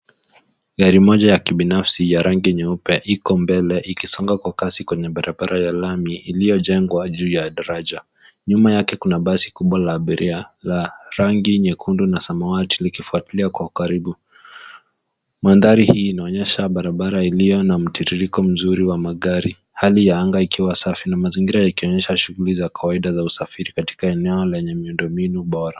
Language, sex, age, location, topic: Swahili, male, 18-24, Nairobi, government